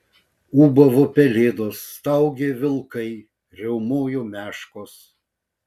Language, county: Lithuanian, Vilnius